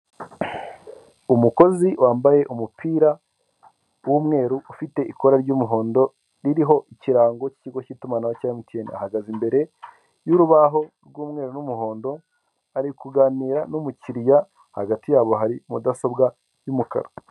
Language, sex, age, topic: Kinyarwanda, male, 18-24, finance